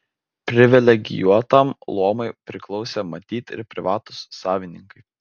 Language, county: Lithuanian, Vilnius